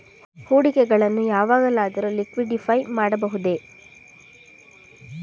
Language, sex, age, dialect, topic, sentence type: Kannada, female, 25-30, Mysore Kannada, banking, question